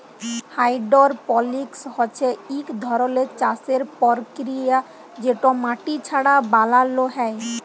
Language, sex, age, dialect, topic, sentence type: Bengali, female, 18-24, Jharkhandi, agriculture, statement